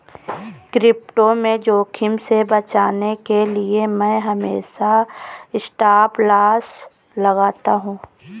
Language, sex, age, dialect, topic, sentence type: Hindi, female, 25-30, Kanauji Braj Bhasha, banking, statement